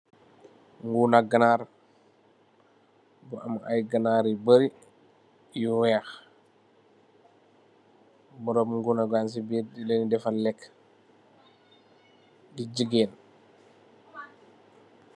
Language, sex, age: Wolof, male, 25-35